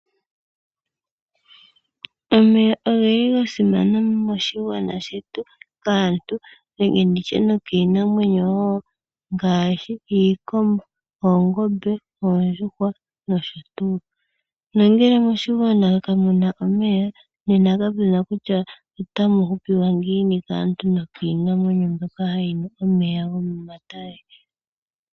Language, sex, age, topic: Oshiwambo, female, 25-35, agriculture